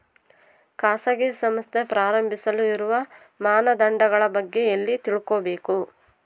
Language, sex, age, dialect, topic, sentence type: Kannada, female, 18-24, Central, banking, question